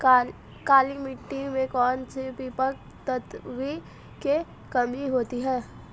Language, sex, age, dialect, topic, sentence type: Hindi, female, 18-24, Marwari Dhudhari, agriculture, question